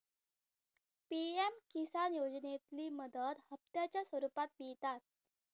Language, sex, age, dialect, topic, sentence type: Marathi, female, 18-24, Southern Konkan, agriculture, statement